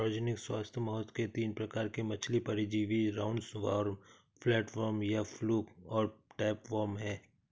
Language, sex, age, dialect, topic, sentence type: Hindi, male, 36-40, Awadhi Bundeli, agriculture, statement